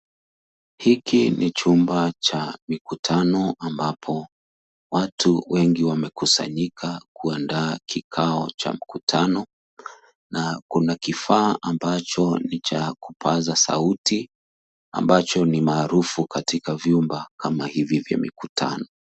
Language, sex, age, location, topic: Swahili, male, 36-49, Nairobi, health